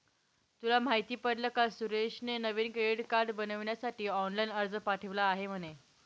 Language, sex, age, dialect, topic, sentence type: Marathi, female, 18-24, Northern Konkan, banking, statement